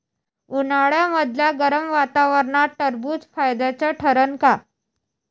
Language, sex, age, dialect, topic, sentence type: Marathi, female, 25-30, Varhadi, agriculture, question